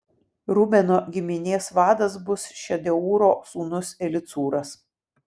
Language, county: Lithuanian, Vilnius